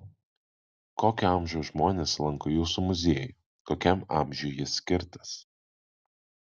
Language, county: Lithuanian, Kaunas